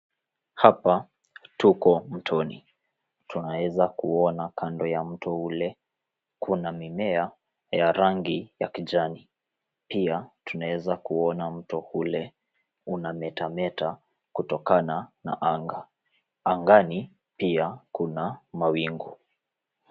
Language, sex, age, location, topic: Swahili, male, 18-24, Nairobi, government